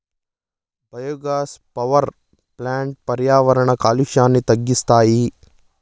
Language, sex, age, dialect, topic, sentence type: Telugu, male, 25-30, Southern, agriculture, statement